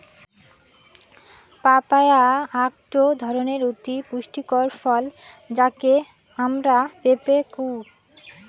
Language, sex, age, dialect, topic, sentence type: Bengali, female, 18-24, Rajbangshi, agriculture, statement